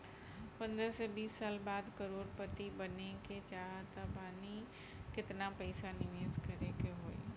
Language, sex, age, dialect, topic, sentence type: Bhojpuri, female, 41-45, Northern, banking, question